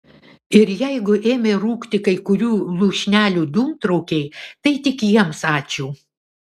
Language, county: Lithuanian, Vilnius